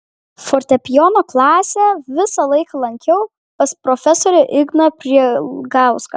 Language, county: Lithuanian, Kaunas